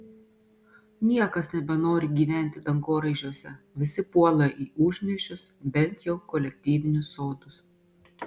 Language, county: Lithuanian, Panevėžys